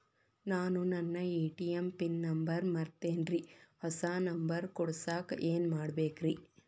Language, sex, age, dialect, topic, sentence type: Kannada, female, 18-24, Dharwad Kannada, banking, question